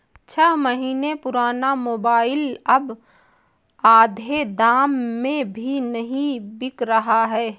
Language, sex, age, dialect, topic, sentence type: Hindi, female, 18-24, Awadhi Bundeli, banking, statement